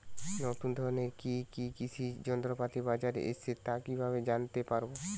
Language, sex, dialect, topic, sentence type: Bengali, male, Western, agriculture, question